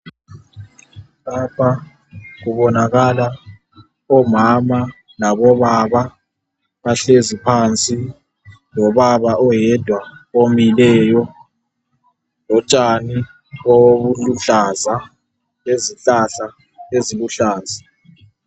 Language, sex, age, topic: North Ndebele, male, 18-24, health